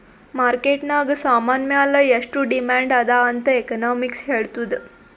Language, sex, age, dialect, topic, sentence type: Kannada, female, 25-30, Northeastern, banking, statement